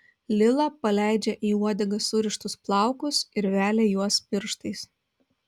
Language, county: Lithuanian, Vilnius